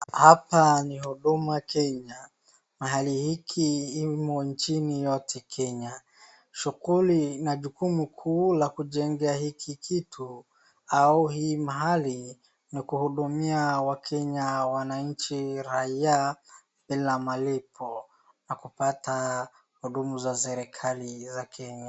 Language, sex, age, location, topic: Swahili, female, 36-49, Wajir, government